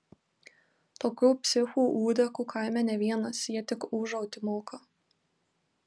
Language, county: Lithuanian, Marijampolė